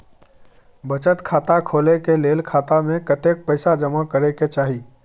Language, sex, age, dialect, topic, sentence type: Maithili, male, 25-30, Bajjika, banking, question